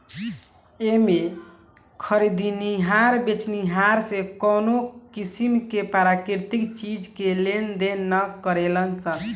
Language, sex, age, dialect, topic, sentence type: Bhojpuri, male, <18, Southern / Standard, banking, statement